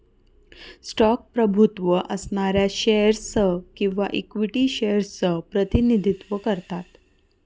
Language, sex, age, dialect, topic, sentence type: Marathi, female, 31-35, Northern Konkan, banking, statement